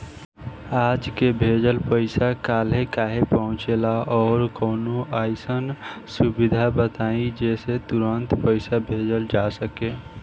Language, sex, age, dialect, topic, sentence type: Bhojpuri, female, 18-24, Southern / Standard, banking, question